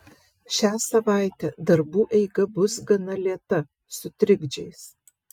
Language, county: Lithuanian, Vilnius